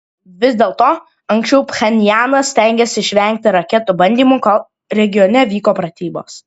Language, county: Lithuanian, Klaipėda